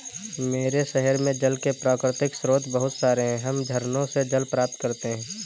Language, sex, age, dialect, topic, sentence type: Hindi, male, 18-24, Kanauji Braj Bhasha, agriculture, statement